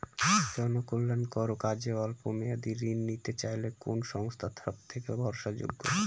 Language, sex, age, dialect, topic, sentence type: Bengali, male, 25-30, Northern/Varendri, banking, question